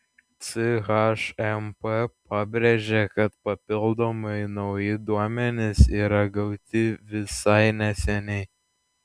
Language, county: Lithuanian, Klaipėda